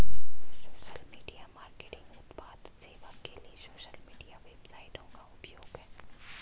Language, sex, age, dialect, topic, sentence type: Hindi, female, 25-30, Marwari Dhudhari, banking, statement